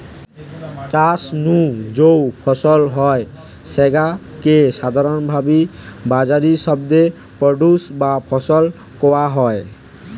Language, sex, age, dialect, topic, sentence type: Bengali, male, 18-24, Western, agriculture, statement